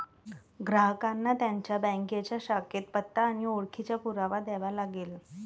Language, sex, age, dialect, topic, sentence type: Marathi, male, 31-35, Varhadi, banking, statement